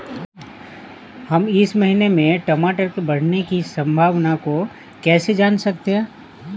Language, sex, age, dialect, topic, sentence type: Hindi, male, 36-40, Awadhi Bundeli, agriculture, question